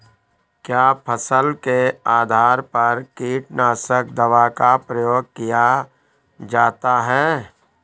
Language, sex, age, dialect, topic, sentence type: Hindi, male, 18-24, Awadhi Bundeli, agriculture, question